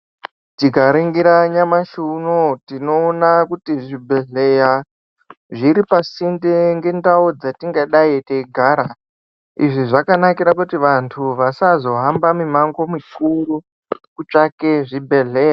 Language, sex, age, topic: Ndau, male, 50+, health